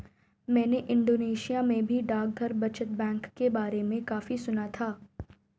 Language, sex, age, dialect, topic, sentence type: Hindi, female, 18-24, Marwari Dhudhari, banking, statement